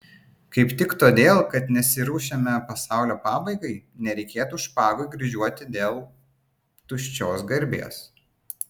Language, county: Lithuanian, Vilnius